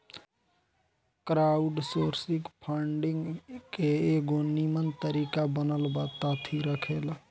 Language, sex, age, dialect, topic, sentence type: Bhojpuri, male, 18-24, Southern / Standard, banking, statement